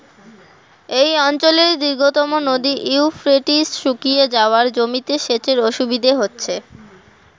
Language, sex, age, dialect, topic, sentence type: Bengali, female, 18-24, Rajbangshi, agriculture, question